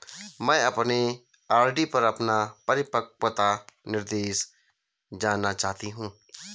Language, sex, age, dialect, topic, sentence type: Hindi, male, 31-35, Garhwali, banking, statement